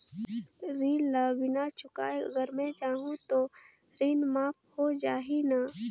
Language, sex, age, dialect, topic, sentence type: Chhattisgarhi, female, 18-24, Northern/Bhandar, banking, question